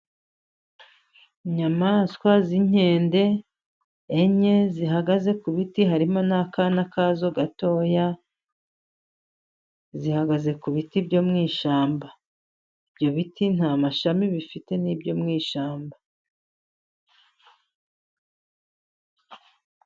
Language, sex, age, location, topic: Kinyarwanda, female, 50+, Musanze, agriculture